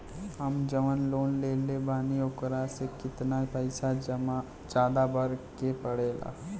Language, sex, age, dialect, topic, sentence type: Bhojpuri, male, 18-24, Western, banking, question